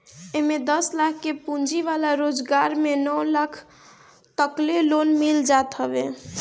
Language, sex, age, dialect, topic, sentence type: Bhojpuri, female, 41-45, Northern, banking, statement